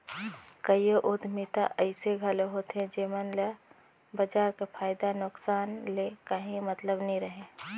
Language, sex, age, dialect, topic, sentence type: Chhattisgarhi, female, 25-30, Northern/Bhandar, banking, statement